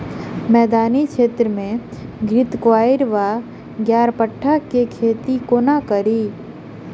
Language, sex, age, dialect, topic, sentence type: Maithili, female, 18-24, Southern/Standard, agriculture, question